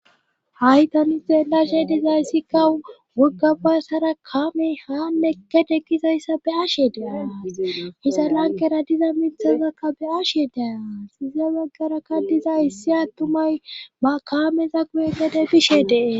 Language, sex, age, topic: Gamo, female, 25-35, government